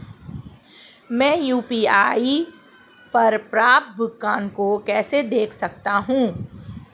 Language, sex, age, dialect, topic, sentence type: Hindi, female, 41-45, Marwari Dhudhari, banking, question